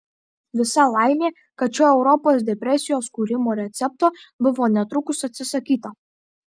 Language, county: Lithuanian, Kaunas